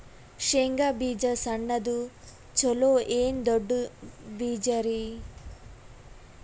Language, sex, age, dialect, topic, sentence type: Kannada, female, 18-24, Northeastern, agriculture, question